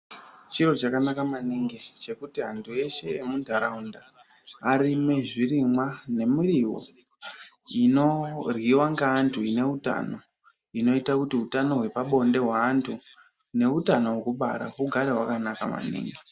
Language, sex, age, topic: Ndau, male, 25-35, health